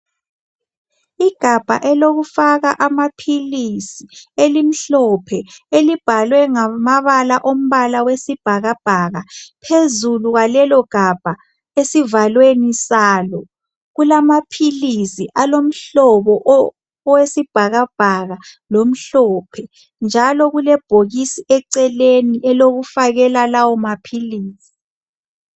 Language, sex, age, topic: North Ndebele, female, 18-24, health